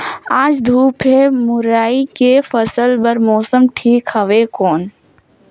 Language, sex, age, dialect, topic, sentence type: Chhattisgarhi, female, 18-24, Northern/Bhandar, agriculture, question